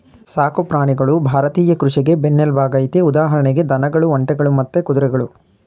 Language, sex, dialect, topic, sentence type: Kannada, male, Mysore Kannada, agriculture, statement